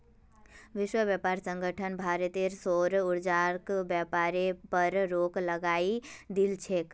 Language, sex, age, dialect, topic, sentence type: Magahi, female, 18-24, Northeastern/Surjapuri, banking, statement